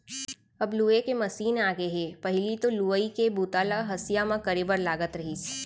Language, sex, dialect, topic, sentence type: Chhattisgarhi, female, Central, agriculture, statement